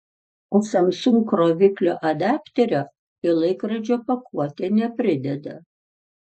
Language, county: Lithuanian, Tauragė